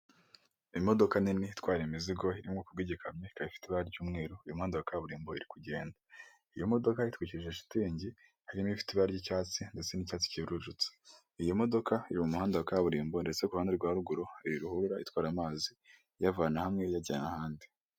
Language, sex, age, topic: Kinyarwanda, female, 18-24, government